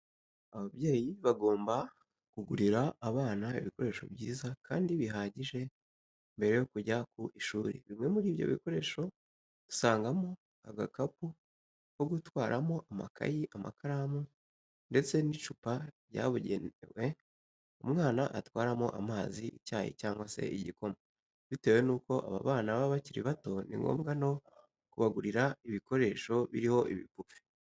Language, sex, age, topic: Kinyarwanda, male, 18-24, education